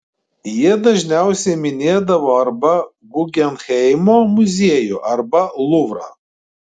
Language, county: Lithuanian, Klaipėda